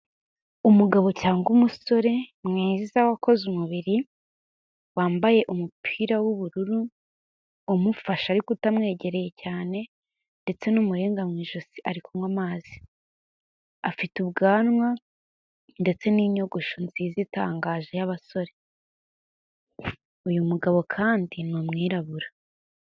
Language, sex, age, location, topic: Kinyarwanda, female, 18-24, Kigali, health